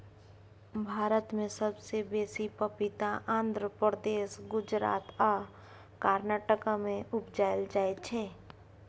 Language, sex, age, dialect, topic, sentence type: Maithili, female, 25-30, Bajjika, agriculture, statement